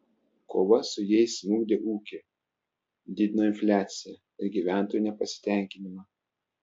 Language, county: Lithuanian, Telšiai